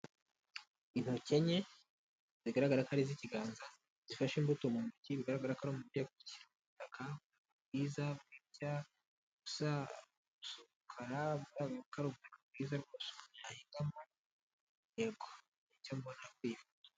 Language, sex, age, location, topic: Kinyarwanda, male, 18-24, Nyagatare, agriculture